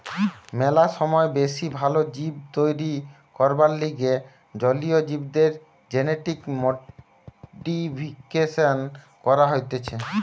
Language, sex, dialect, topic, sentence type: Bengali, male, Western, agriculture, statement